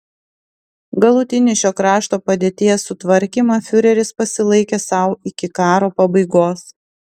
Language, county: Lithuanian, Klaipėda